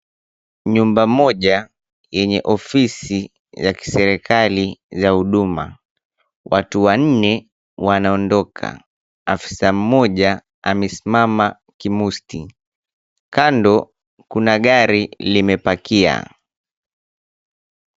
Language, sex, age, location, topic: Swahili, male, 25-35, Mombasa, government